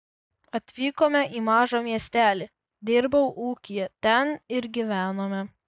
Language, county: Lithuanian, Vilnius